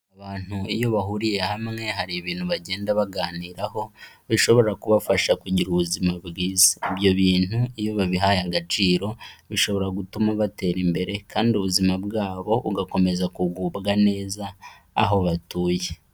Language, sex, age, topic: Kinyarwanda, male, 18-24, health